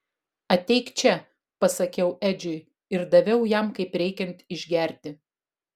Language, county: Lithuanian, Vilnius